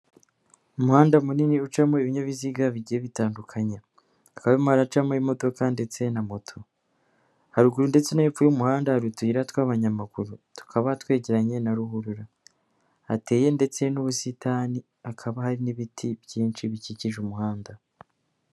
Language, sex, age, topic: Kinyarwanda, female, 25-35, government